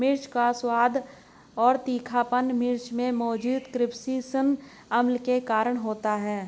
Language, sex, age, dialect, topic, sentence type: Hindi, female, 56-60, Hindustani Malvi Khadi Boli, agriculture, statement